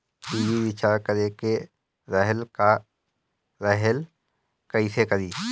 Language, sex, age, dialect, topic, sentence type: Bhojpuri, male, 31-35, Northern, banking, question